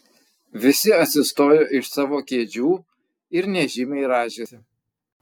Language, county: Lithuanian, Kaunas